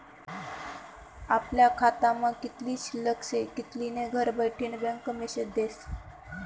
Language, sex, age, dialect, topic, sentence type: Marathi, female, 25-30, Northern Konkan, banking, statement